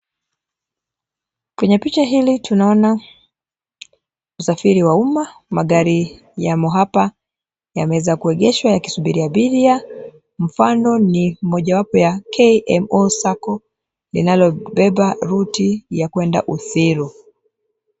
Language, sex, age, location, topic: Swahili, female, 25-35, Nairobi, government